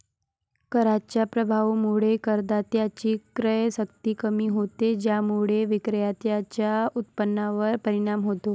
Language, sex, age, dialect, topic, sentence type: Marathi, female, 25-30, Varhadi, banking, statement